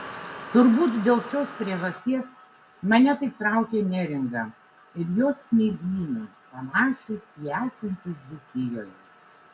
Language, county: Lithuanian, Šiauliai